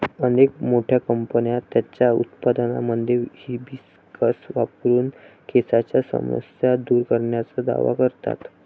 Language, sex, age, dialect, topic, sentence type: Marathi, male, 18-24, Varhadi, agriculture, statement